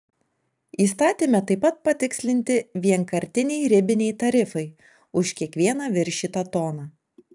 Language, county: Lithuanian, Alytus